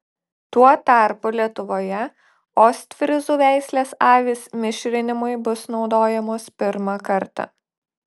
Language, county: Lithuanian, Šiauliai